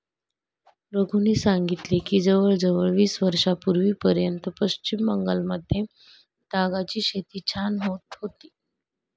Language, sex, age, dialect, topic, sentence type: Marathi, female, 25-30, Standard Marathi, agriculture, statement